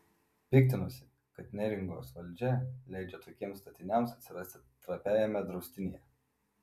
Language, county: Lithuanian, Vilnius